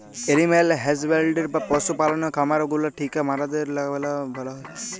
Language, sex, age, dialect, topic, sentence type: Bengali, male, 18-24, Jharkhandi, agriculture, statement